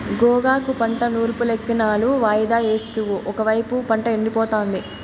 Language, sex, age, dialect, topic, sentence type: Telugu, female, 18-24, Southern, agriculture, statement